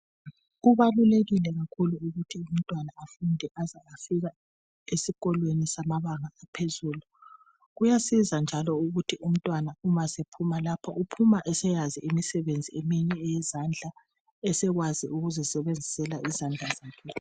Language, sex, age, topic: North Ndebele, female, 36-49, education